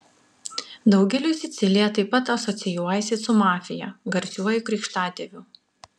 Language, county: Lithuanian, Klaipėda